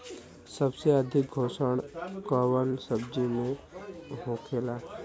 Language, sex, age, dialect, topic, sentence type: Bhojpuri, male, <18, Western, agriculture, question